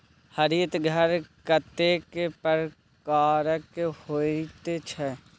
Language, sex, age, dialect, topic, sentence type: Maithili, male, 18-24, Bajjika, agriculture, statement